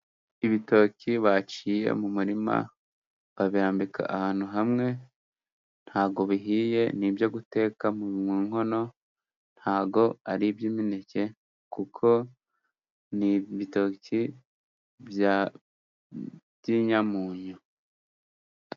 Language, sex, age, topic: Kinyarwanda, male, 25-35, finance